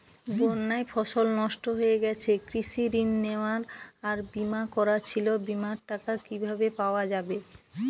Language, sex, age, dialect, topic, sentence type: Bengali, female, 31-35, Northern/Varendri, banking, question